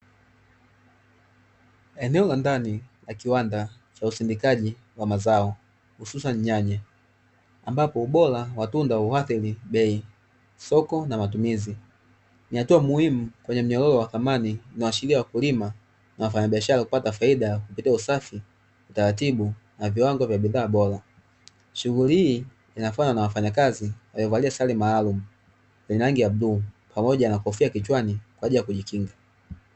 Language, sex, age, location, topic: Swahili, male, 25-35, Dar es Salaam, agriculture